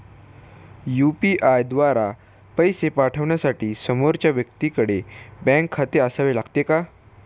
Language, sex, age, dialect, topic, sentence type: Marathi, male, <18, Standard Marathi, banking, question